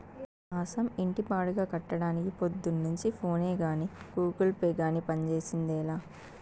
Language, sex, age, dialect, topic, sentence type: Telugu, female, 18-24, Southern, banking, statement